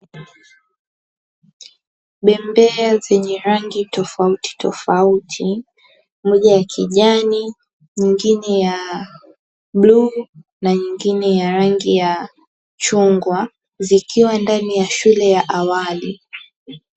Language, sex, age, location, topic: Swahili, female, 18-24, Dar es Salaam, education